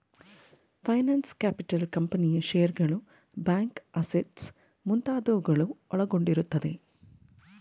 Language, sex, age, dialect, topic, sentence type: Kannada, female, 31-35, Mysore Kannada, banking, statement